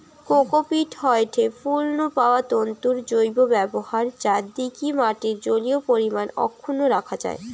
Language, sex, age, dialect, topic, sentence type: Bengali, female, <18, Western, agriculture, statement